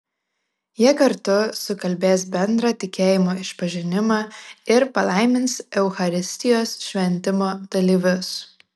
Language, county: Lithuanian, Vilnius